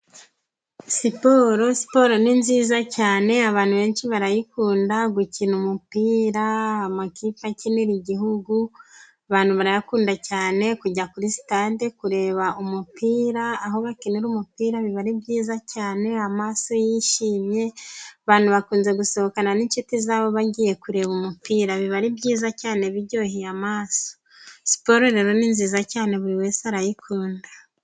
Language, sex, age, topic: Kinyarwanda, female, 25-35, government